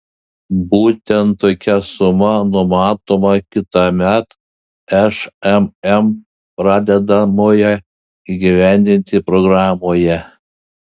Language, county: Lithuanian, Panevėžys